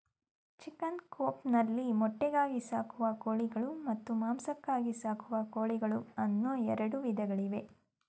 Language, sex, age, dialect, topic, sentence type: Kannada, female, 31-35, Mysore Kannada, agriculture, statement